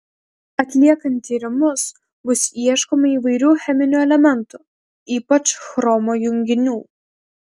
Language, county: Lithuanian, Kaunas